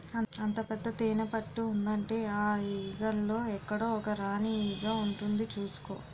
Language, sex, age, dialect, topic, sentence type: Telugu, female, 18-24, Utterandhra, agriculture, statement